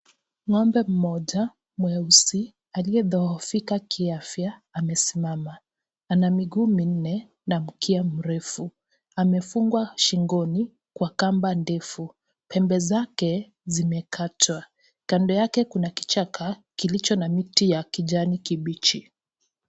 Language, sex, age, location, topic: Swahili, female, 25-35, Kisii, agriculture